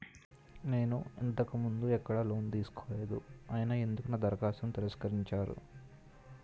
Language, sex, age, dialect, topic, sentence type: Telugu, male, 18-24, Utterandhra, banking, question